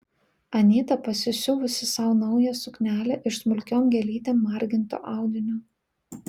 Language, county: Lithuanian, Vilnius